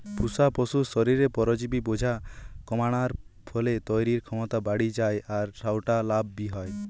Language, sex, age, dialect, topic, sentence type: Bengali, male, 18-24, Western, agriculture, statement